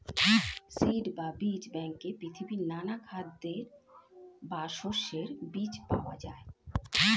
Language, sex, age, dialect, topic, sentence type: Bengali, female, 41-45, Standard Colloquial, agriculture, statement